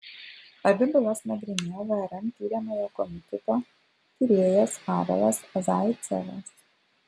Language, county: Lithuanian, Vilnius